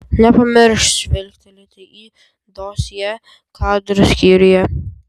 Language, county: Lithuanian, Vilnius